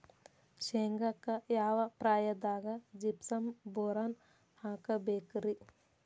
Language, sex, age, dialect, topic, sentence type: Kannada, female, 36-40, Dharwad Kannada, agriculture, question